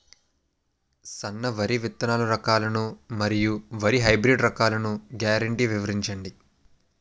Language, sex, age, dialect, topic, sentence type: Telugu, male, 18-24, Utterandhra, agriculture, question